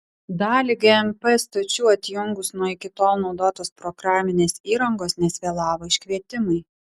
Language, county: Lithuanian, Vilnius